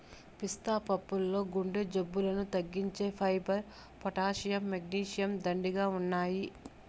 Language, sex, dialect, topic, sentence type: Telugu, female, Southern, agriculture, statement